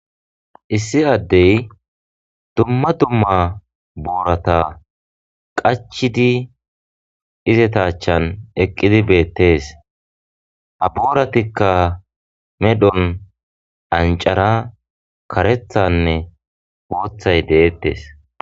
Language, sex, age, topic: Gamo, male, 25-35, agriculture